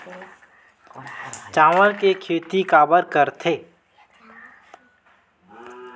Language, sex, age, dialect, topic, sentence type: Chhattisgarhi, male, 25-30, Western/Budati/Khatahi, agriculture, question